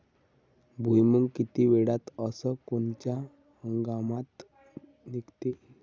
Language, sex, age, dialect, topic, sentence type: Marathi, male, 18-24, Varhadi, agriculture, question